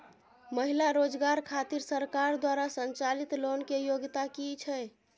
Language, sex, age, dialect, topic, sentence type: Maithili, female, 18-24, Bajjika, banking, question